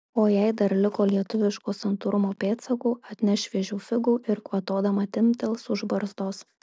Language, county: Lithuanian, Marijampolė